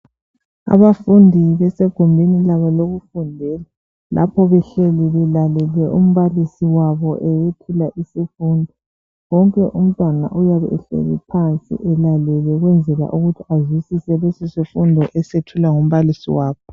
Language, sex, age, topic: North Ndebele, female, 18-24, education